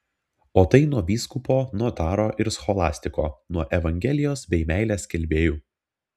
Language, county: Lithuanian, Vilnius